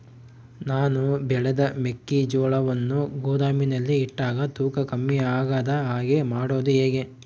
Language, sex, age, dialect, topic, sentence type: Kannada, male, 25-30, Central, agriculture, question